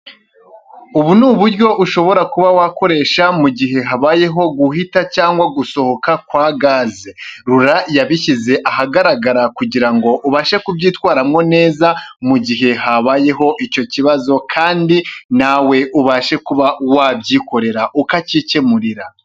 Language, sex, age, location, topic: Kinyarwanda, male, 25-35, Huye, government